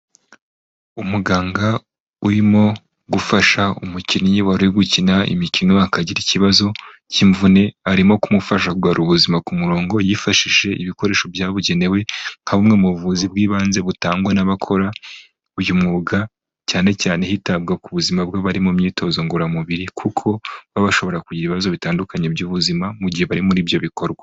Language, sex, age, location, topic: Kinyarwanda, male, 25-35, Huye, health